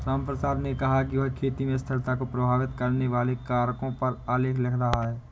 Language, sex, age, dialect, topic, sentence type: Hindi, male, 18-24, Awadhi Bundeli, agriculture, statement